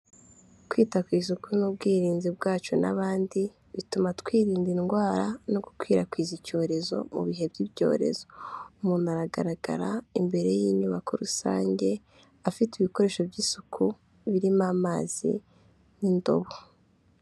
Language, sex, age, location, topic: Kinyarwanda, female, 25-35, Kigali, health